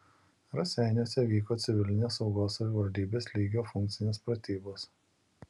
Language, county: Lithuanian, Alytus